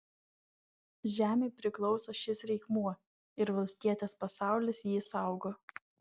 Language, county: Lithuanian, Vilnius